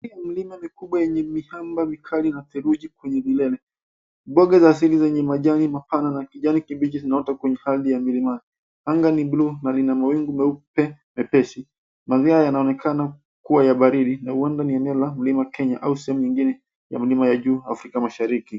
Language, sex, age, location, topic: Swahili, male, 25-35, Nairobi, agriculture